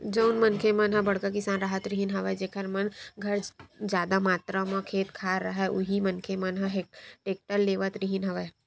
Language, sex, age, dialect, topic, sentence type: Chhattisgarhi, female, 60-100, Western/Budati/Khatahi, agriculture, statement